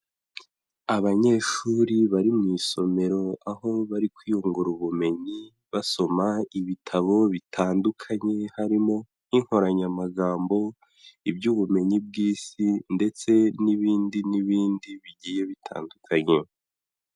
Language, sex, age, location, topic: Kinyarwanda, male, 18-24, Huye, education